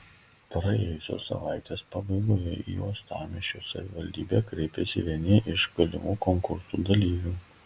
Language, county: Lithuanian, Kaunas